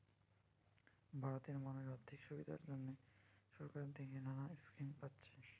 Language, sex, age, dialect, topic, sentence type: Bengali, male, 18-24, Western, banking, statement